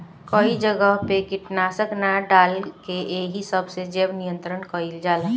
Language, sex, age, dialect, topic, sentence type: Bhojpuri, male, 25-30, Northern, agriculture, statement